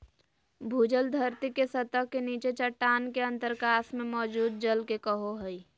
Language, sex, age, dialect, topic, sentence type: Magahi, female, 18-24, Southern, agriculture, statement